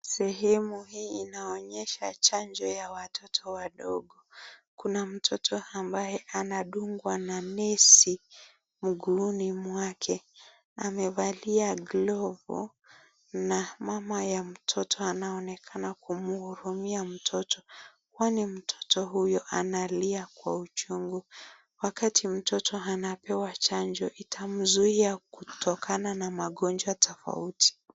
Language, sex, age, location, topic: Swahili, female, 25-35, Nakuru, health